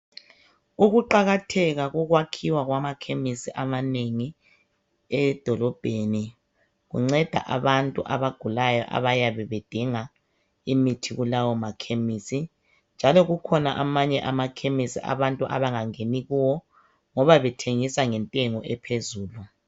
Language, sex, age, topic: North Ndebele, female, 50+, health